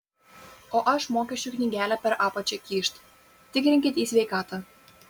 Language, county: Lithuanian, Vilnius